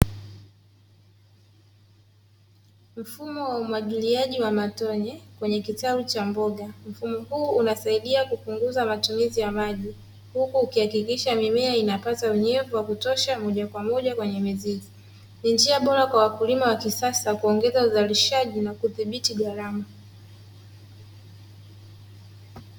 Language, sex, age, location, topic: Swahili, female, 18-24, Dar es Salaam, agriculture